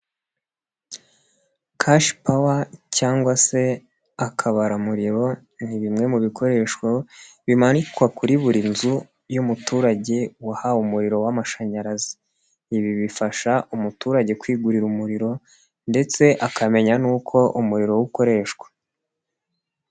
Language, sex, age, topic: Kinyarwanda, male, 25-35, government